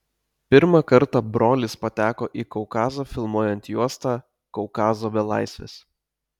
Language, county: Lithuanian, Telšiai